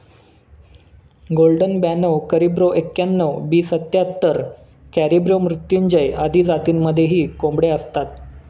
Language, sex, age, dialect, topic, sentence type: Marathi, male, 25-30, Standard Marathi, agriculture, statement